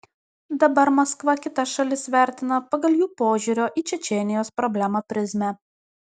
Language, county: Lithuanian, Kaunas